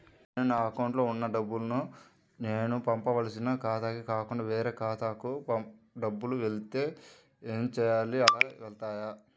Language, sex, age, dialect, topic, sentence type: Telugu, male, 18-24, Central/Coastal, banking, question